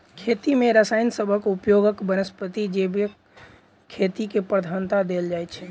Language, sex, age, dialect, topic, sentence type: Maithili, male, 18-24, Southern/Standard, agriculture, statement